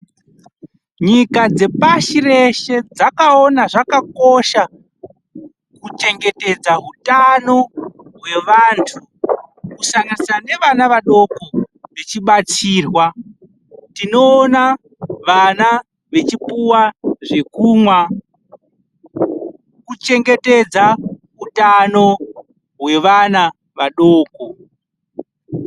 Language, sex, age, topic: Ndau, male, 25-35, health